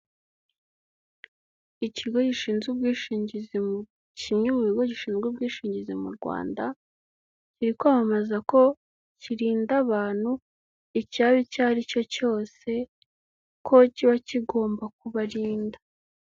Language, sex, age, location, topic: Kinyarwanda, female, 18-24, Kigali, finance